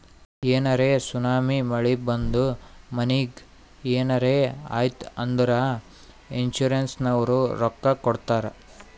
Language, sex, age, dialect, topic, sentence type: Kannada, male, 18-24, Northeastern, banking, statement